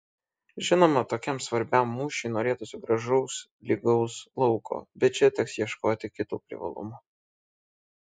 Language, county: Lithuanian, Šiauliai